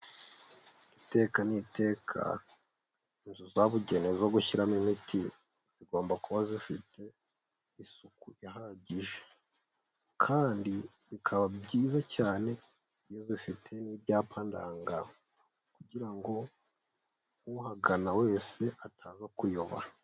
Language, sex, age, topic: Kinyarwanda, female, 18-24, health